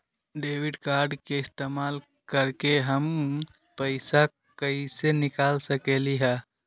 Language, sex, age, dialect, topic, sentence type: Magahi, male, 18-24, Western, banking, question